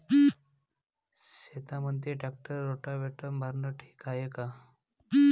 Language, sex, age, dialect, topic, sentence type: Marathi, male, 25-30, Varhadi, agriculture, question